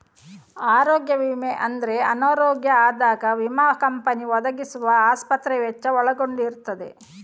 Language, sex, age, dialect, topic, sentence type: Kannada, female, 18-24, Coastal/Dakshin, banking, statement